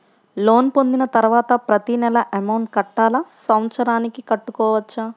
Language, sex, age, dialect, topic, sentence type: Telugu, female, 51-55, Central/Coastal, banking, question